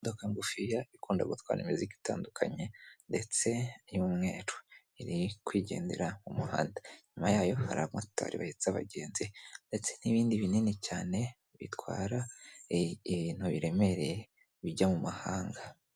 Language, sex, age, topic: Kinyarwanda, female, 18-24, government